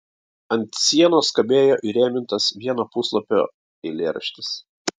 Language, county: Lithuanian, Klaipėda